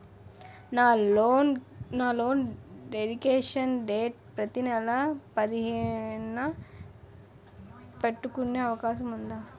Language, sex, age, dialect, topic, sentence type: Telugu, male, 18-24, Utterandhra, banking, question